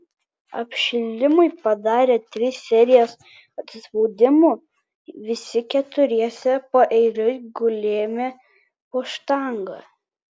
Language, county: Lithuanian, Vilnius